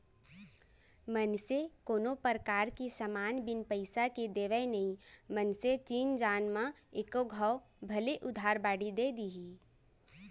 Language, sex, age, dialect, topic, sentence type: Chhattisgarhi, female, 18-24, Central, banking, statement